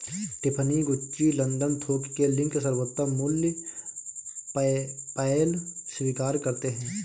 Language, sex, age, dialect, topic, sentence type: Hindi, male, 25-30, Awadhi Bundeli, banking, statement